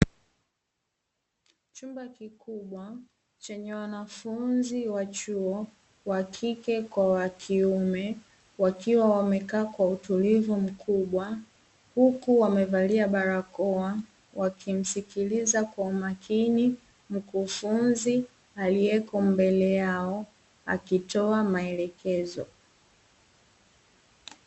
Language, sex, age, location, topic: Swahili, female, 18-24, Dar es Salaam, education